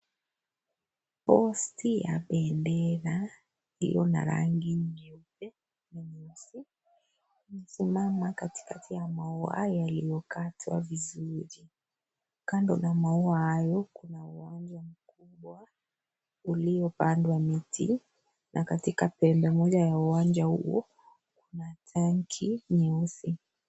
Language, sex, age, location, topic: Swahili, female, 25-35, Kisii, education